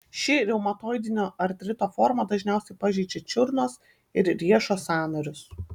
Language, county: Lithuanian, Vilnius